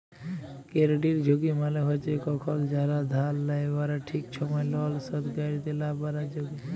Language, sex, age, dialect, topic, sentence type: Bengali, female, 41-45, Jharkhandi, banking, statement